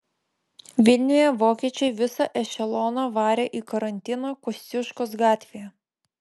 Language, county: Lithuanian, Vilnius